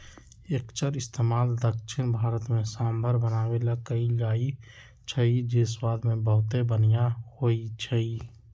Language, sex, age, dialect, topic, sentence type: Magahi, male, 18-24, Western, agriculture, statement